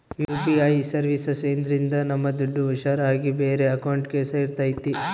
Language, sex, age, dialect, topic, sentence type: Kannada, male, 18-24, Central, banking, statement